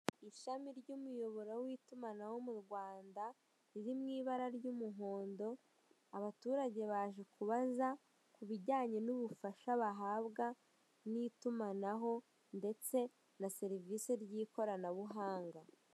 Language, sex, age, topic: Kinyarwanda, female, 18-24, finance